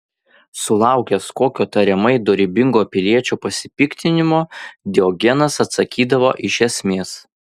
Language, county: Lithuanian, Vilnius